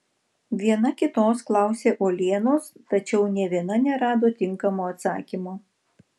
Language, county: Lithuanian, Vilnius